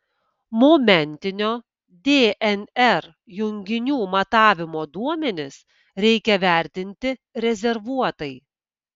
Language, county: Lithuanian, Kaunas